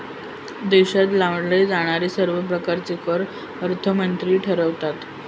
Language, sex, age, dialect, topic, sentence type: Marathi, female, 25-30, Northern Konkan, banking, statement